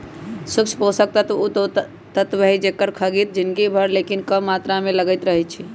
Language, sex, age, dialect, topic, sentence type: Magahi, male, 18-24, Western, agriculture, statement